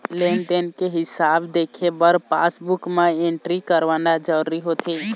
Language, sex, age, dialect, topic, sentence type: Chhattisgarhi, male, 18-24, Eastern, banking, statement